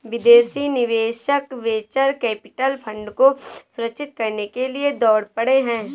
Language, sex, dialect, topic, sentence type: Hindi, female, Marwari Dhudhari, banking, statement